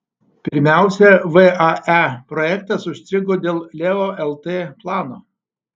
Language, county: Lithuanian, Alytus